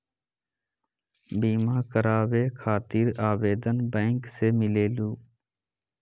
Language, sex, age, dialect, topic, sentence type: Magahi, male, 18-24, Western, banking, question